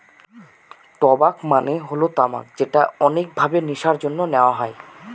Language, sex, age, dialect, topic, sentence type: Bengali, male, 25-30, Northern/Varendri, agriculture, statement